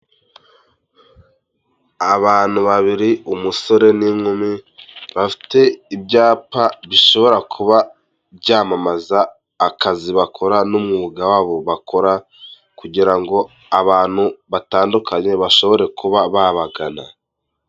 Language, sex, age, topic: Kinyarwanda, male, 18-24, health